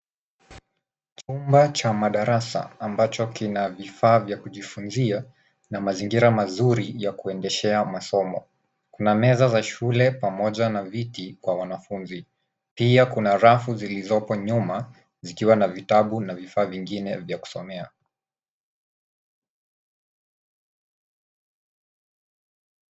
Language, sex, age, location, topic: Swahili, male, 18-24, Nairobi, education